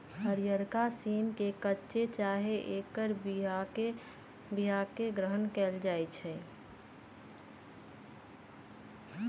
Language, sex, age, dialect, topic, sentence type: Magahi, female, 31-35, Western, agriculture, statement